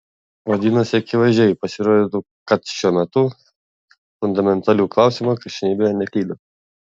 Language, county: Lithuanian, Vilnius